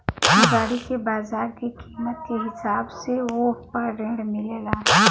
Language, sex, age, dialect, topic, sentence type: Bhojpuri, male, 18-24, Western, banking, statement